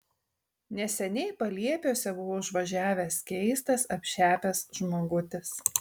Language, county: Lithuanian, Tauragė